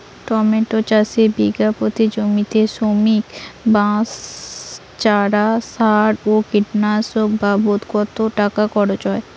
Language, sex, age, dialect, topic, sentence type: Bengali, female, 18-24, Rajbangshi, agriculture, question